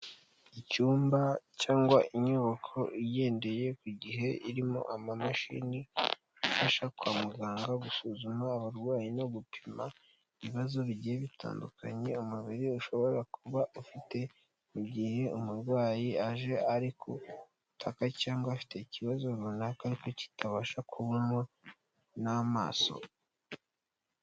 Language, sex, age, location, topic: Kinyarwanda, male, 18-24, Kigali, health